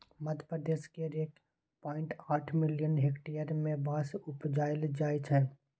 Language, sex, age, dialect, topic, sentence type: Maithili, male, 18-24, Bajjika, agriculture, statement